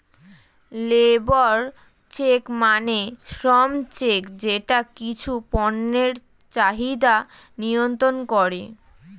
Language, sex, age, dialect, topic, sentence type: Bengali, female, 36-40, Standard Colloquial, banking, statement